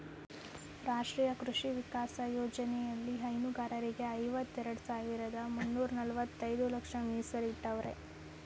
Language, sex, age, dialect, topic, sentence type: Kannada, female, 18-24, Mysore Kannada, agriculture, statement